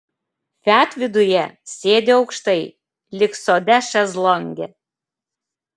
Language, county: Lithuanian, Klaipėda